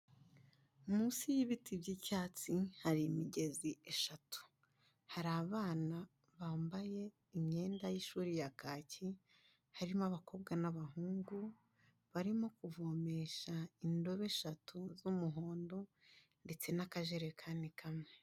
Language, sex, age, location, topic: Kinyarwanda, female, 25-35, Kigali, health